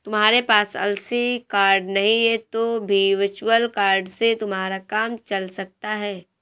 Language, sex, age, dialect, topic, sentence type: Hindi, female, 18-24, Awadhi Bundeli, banking, statement